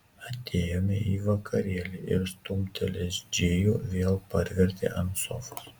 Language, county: Lithuanian, Kaunas